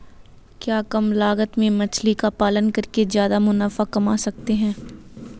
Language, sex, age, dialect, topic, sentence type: Hindi, female, 25-30, Kanauji Braj Bhasha, agriculture, question